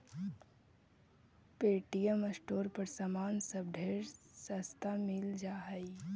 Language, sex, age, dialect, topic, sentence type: Magahi, female, 25-30, Central/Standard, banking, statement